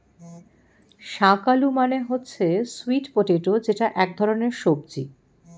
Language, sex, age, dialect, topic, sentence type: Bengali, female, 51-55, Standard Colloquial, agriculture, statement